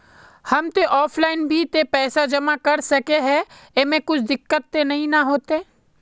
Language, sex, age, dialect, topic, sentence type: Magahi, male, 18-24, Northeastern/Surjapuri, banking, question